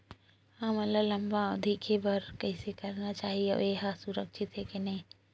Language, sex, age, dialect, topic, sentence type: Chhattisgarhi, female, 51-55, Western/Budati/Khatahi, banking, question